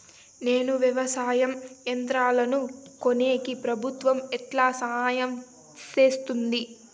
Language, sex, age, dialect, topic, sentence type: Telugu, female, 18-24, Southern, agriculture, question